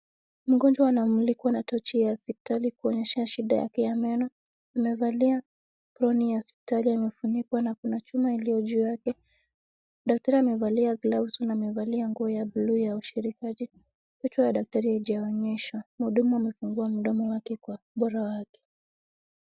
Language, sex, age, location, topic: Swahili, female, 18-24, Wajir, health